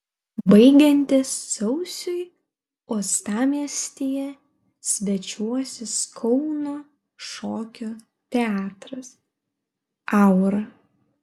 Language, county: Lithuanian, Vilnius